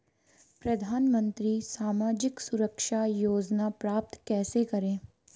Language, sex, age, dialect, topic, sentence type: Hindi, female, 18-24, Marwari Dhudhari, banking, question